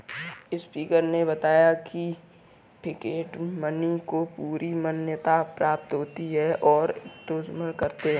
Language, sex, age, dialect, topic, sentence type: Hindi, female, 18-24, Kanauji Braj Bhasha, banking, statement